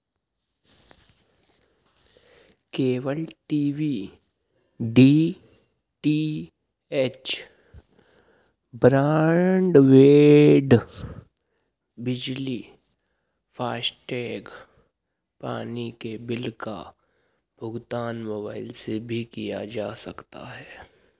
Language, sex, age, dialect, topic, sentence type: Hindi, male, 18-24, Hindustani Malvi Khadi Boli, banking, statement